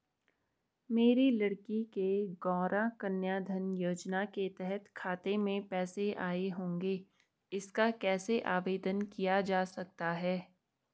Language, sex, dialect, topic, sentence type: Hindi, female, Garhwali, banking, question